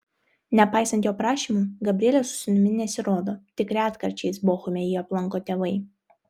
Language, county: Lithuanian, Vilnius